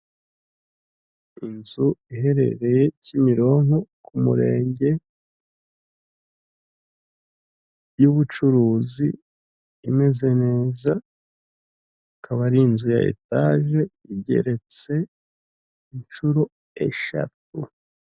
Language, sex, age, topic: Kinyarwanda, male, 25-35, government